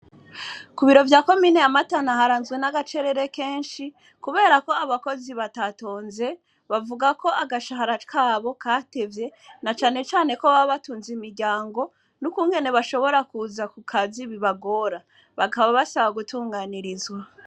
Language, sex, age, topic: Rundi, female, 25-35, education